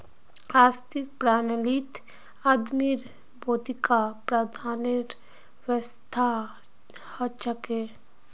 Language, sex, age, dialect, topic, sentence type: Magahi, female, 18-24, Northeastern/Surjapuri, banking, statement